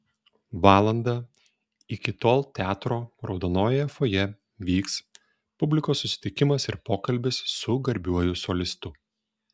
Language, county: Lithuanian, Šiauliai